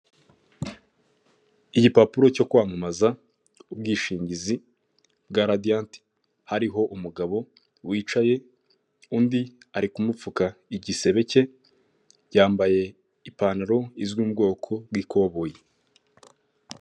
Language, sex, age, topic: Kinyarwanda, male, 18-24, finance